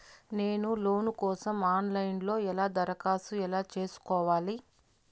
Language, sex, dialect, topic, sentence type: Telugu, female, Southern, banking, question